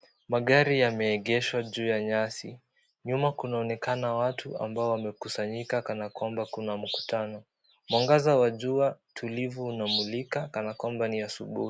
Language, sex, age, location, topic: Swahili, male, 18-24, Kisii, finance